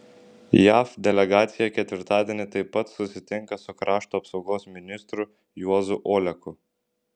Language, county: Lithuanian, Šiauliai